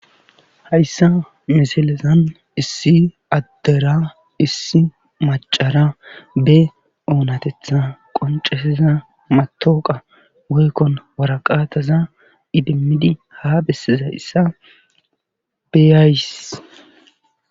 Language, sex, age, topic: Gamo, male, 18-24, government